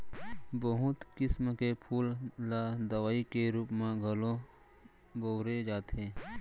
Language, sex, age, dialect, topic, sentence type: Chhattisgarhi, male, 56-60, Central, agriculture, statement